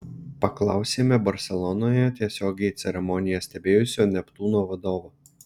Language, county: Lithuanian, Šiauliai